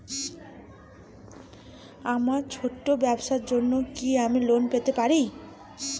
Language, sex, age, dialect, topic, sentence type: Bengali, female, 18-24, Rajbangshi, banking, question